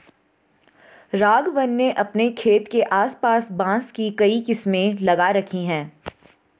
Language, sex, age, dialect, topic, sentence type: Hindi, female, 60-100, Garhwali, agriculture, statement